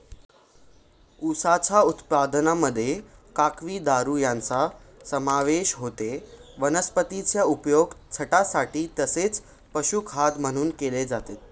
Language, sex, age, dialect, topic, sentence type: Marathi, male, 18-24, Northern Konkan, agriculture, statement